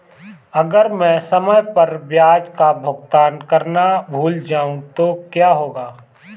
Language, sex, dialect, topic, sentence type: Hindi, male, Marwari Dhudhari, banking, question